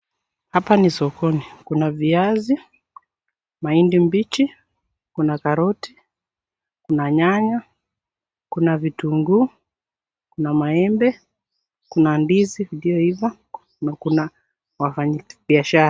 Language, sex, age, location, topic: Swahili, female, 36-49, Nakuru, finance